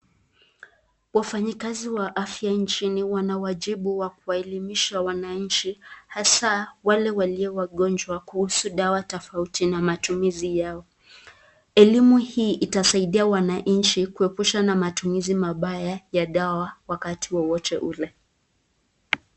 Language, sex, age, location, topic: Swahili, female, 25-35, Nakuru, health